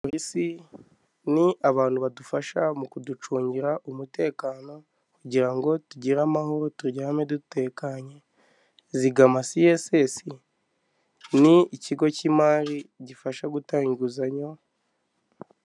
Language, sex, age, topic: Kinyarwanda, male, 25-35, government